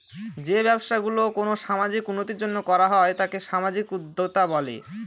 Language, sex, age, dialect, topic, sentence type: Bengali, male, <18, Northern/Varendri, banking, statement